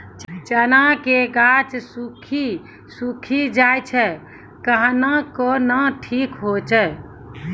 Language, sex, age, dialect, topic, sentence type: Maithili, female, 41-45, Angika, agriculture, question